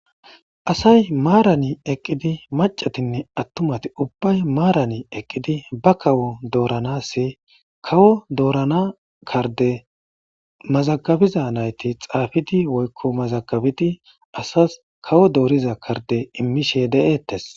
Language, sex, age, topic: Gamo, male, 25-35, government